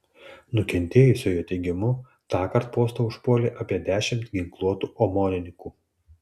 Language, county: Lithuanian, Tauragė